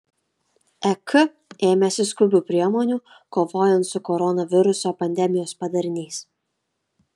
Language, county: Lithuanian, Kaunas